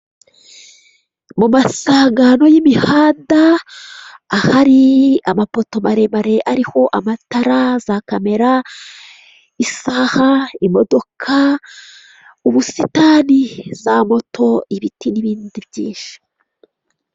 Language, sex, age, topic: Kinyarwanda, female, 36-49, government